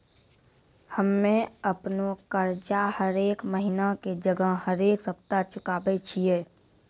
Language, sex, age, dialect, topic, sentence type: Maithili, female, 56-60, Angika, banking, statement